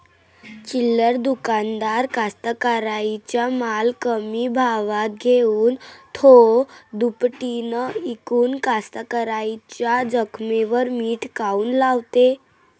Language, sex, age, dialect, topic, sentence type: Marathi, female, 25-30, Varhadi, agriculture, question